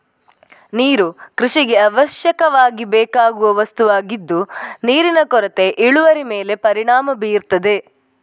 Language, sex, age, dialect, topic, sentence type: Kannada, female, 18-24, Coastal/Dakshin, agriculture, statement